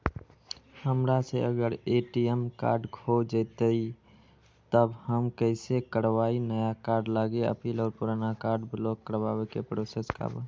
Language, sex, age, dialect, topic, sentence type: Magahi, male, 18-24, Western, banking, question